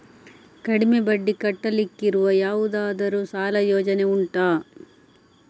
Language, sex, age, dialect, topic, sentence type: Kannada, female, 25-30, Coastal/Dakshin, banking, question